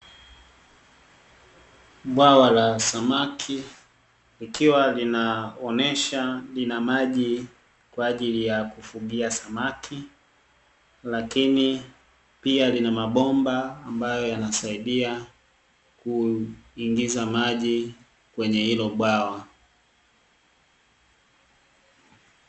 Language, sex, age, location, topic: Swahili, male, 25-35, Dar es Salaam, agriculture